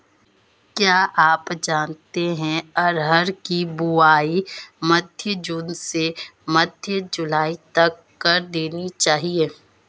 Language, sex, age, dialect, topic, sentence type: Hindi, female, 25-30, Marwari Dhudhari, agriculture, statement